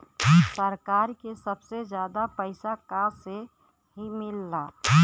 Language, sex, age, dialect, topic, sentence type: Bhojpuri, female, 31-35, Western, banking, statement